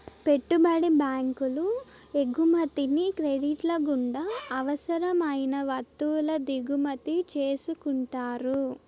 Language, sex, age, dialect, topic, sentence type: Telugu, female, 18-24, Southern, banking, statement